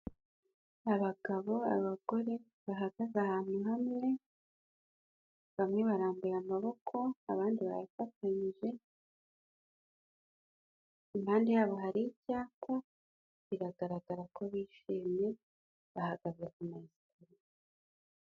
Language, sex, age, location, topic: Kinyarwanda, female, 25-35, Kigali, health